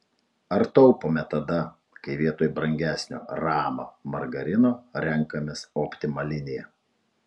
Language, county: Lithuanian, Utena